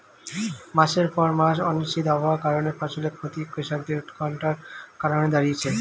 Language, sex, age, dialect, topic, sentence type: Bengali, male, 25-30, Standard Colloquial, agriculture, question